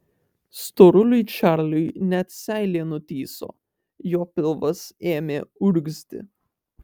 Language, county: Lithuanian, Alytus